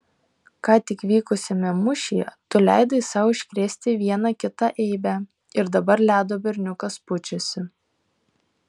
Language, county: Lithuanian, Kaunas